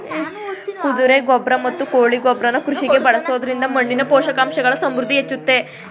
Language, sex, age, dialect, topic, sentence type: Kannada, female, 18-24, Mysore Kannada, agriculture, statement